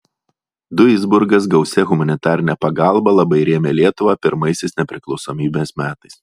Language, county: Lithuanian, Alytus